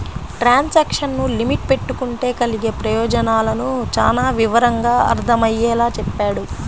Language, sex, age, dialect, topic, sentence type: Telugu, female, 36-40, Central/Coastal, banking, statement